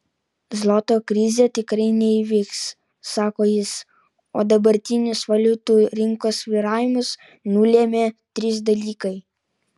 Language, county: Lithuanian, Utena